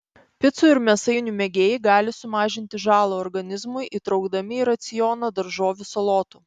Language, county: Lithuanian, Panevėžys